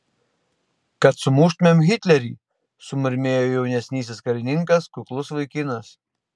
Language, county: Lithuanian, Panevėžys